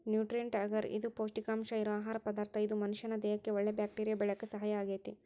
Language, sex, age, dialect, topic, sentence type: Kannada, female, 25-30, Dharwad Kannada, agriculture, statement